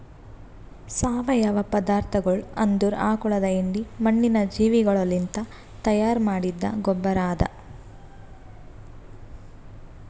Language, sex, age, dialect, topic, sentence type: Kannada, female, 18-24, Northeastern, agriculture, statement